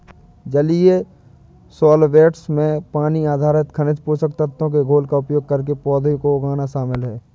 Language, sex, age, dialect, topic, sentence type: Hindi, male, 18-24, Awadhi Bundeli, agriculture, statement